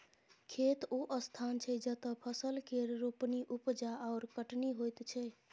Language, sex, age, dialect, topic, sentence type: Maithili, female, 31-35, Bajjika, agriculture, statement